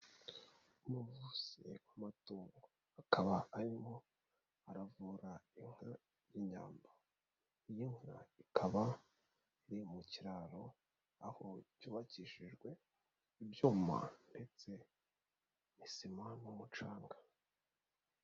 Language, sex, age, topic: Kinyarwanda, male, 25-35, agriculture